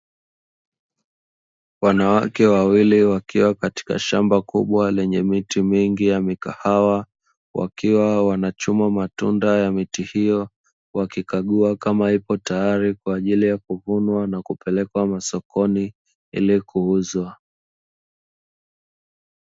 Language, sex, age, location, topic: Swahili, male, 18-24, Dar es Salaam, agriculture